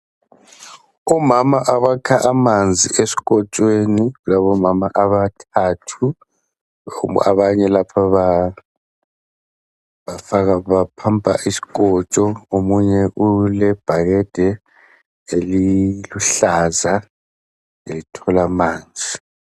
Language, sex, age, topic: North Ndebele, male, 25-35, health